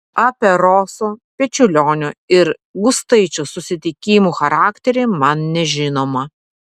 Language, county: Lithuanian, Vilnius